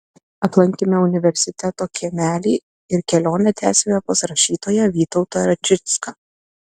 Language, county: Lithuanian, Telšiai